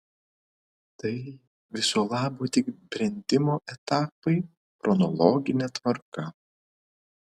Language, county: Lithuanian, Vilnius